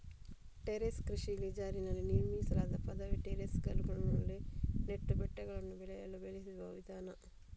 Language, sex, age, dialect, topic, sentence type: Kannada, female, 41-45, Coastal/Dakshin, agriculture, statement